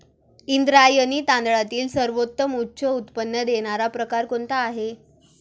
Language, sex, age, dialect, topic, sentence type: Marathi, female, 18-24, Standard Marathi, agriculture, question